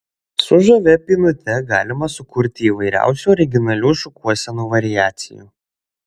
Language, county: Lithuanian, Šiauliai